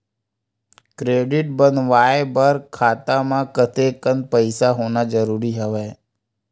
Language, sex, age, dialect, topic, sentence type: Chhattisgarhi, male, 25-30, Western/Budati/Khatahi, banking, question